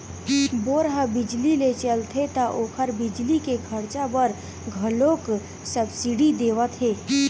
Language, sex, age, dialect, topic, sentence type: Chhattisgarhi, female, 18-24, Western/Budati/Khatahi, agriculture, statement